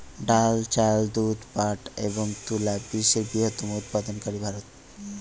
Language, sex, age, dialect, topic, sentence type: Bengali, male, 18-24, Western, agriculture, statement